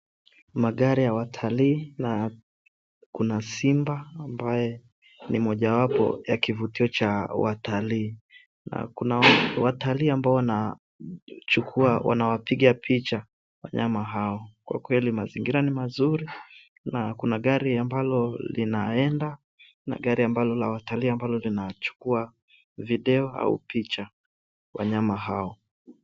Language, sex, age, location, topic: Swahili, male, 18-24, Nairobi, government